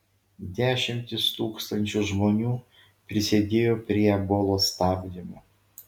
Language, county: Lithuanian, Šiauliai